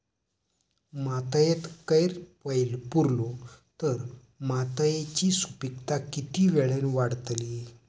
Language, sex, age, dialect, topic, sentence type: Marathi, male, 60-100, Southern Konkan, agriculture, question